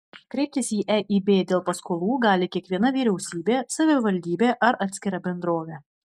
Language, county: Lithuanian, Vilnius